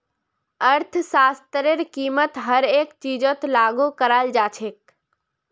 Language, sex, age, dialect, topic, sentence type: Magahi, female, 25-30, Northeastern/Surjapuri, banking, statement